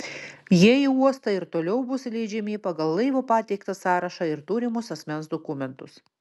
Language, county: Lithuanian, Vilnius